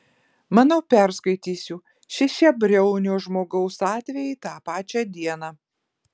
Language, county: Lithuanian, Klaipėda